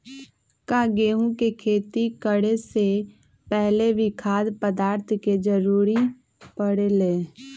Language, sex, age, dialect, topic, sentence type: Magahi, female, 25-30, Western, agriculture, question